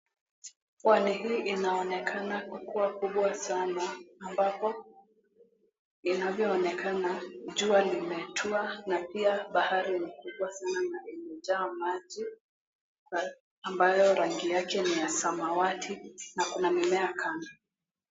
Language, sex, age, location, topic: Swahili, female, 18-24, Mombasa, government